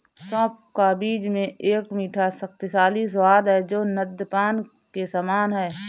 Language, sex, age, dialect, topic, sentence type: Hindi, female, 25-30, Awadhi Bundeli, agriculture, statement